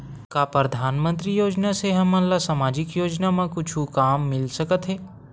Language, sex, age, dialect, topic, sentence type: Chhattisgarhi, male, 18-24, Western/Budati/Khatahi, banking, question